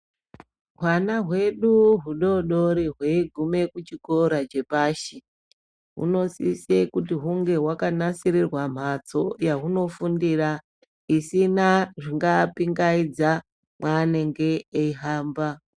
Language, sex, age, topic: Ndau, male, 50+, education